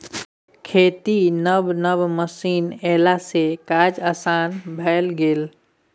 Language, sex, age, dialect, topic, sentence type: Maithili, male, 18-24, Bajjika, agriculture, statement